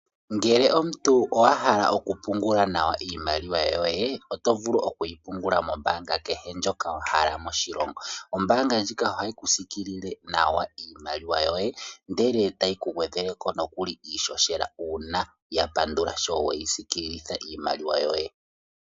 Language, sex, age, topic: Oshiwambo, male, 18-24, finance